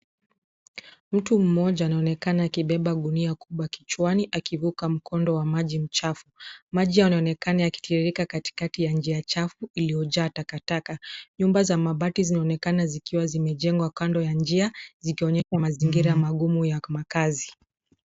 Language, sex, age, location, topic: Swahili, female, 25-35, Nairobi, government